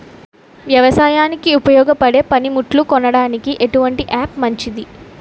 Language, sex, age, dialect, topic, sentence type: Telugu, female, 18-24, Utterandhra, agriculture, question